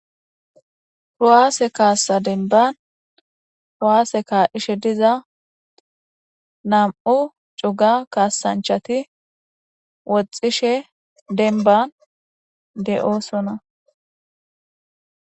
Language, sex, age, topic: Gamo, female, 25-35, government